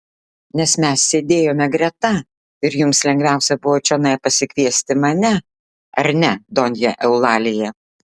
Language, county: Lithuanian, Klaipėda